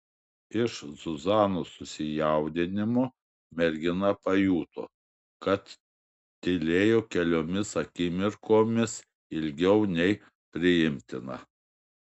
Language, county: Lithuanian, Šiauliai